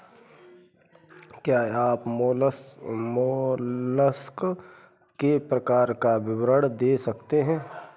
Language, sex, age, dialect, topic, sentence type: Hindi, male, 31-35, Kanauji Braj Bhasha, agriculture, statement